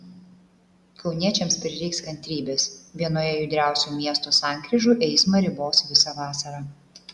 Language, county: Lithuanian, Klaipėda